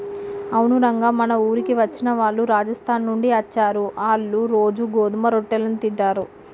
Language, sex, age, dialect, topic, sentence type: Telugu, female, 31-35, Telangana, agriculture, statement